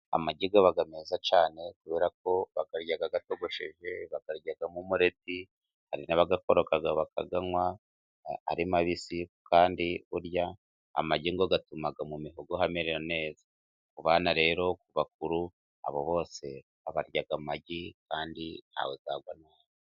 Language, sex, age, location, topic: Kinyarwanda, male, 36-49, Musanze, agriculture